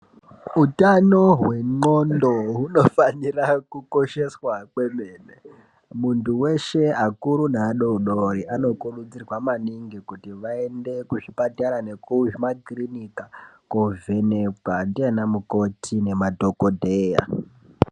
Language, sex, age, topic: Ndau, male, 18-24, health